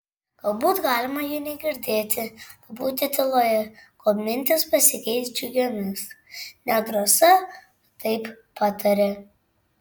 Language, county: Lithuanian, Šiauliai